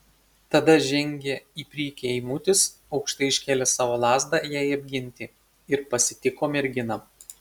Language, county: Lithuanian, Šiauliai